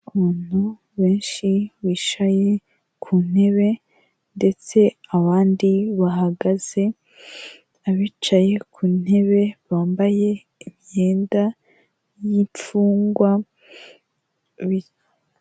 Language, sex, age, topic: Kinyarwanda, female, 18-24, government